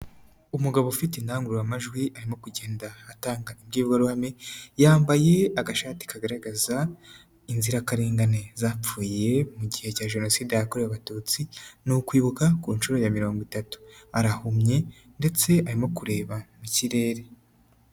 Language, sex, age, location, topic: Kinyarwanda, male, 36-49, Nyagatare, government